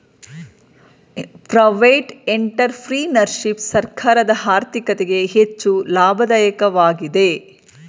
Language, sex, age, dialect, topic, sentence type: Kannada, female, 36-40, Mysore Kannada, banking, statement